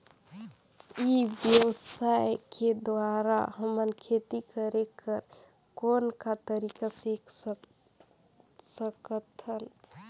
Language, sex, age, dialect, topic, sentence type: Chhattisgarhi, female, 18-24, Northern/Bhandar, agriculture, question